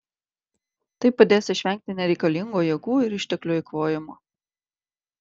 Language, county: Lithuanian, Klaipėda